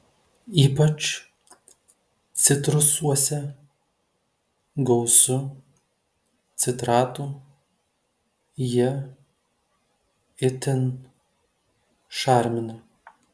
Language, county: Lithuanian, Telšiai